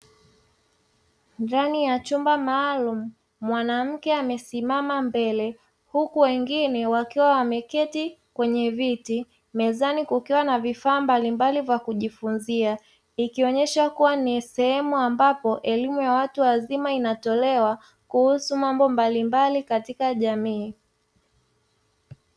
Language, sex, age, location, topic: Swahili, female, 25-35, Dar es Salaam, education